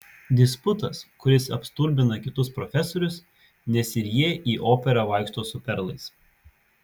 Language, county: Lithuanian, Vilnius